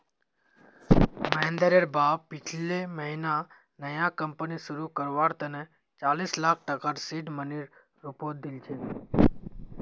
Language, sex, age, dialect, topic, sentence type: Magahi, male, 18-24, Northeastern/Surjapuri, banking, statement